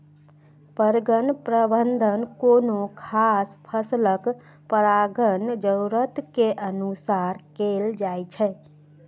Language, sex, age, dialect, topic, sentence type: Maithili, female, 31-35, Eastern / Thethi, agriculture, statement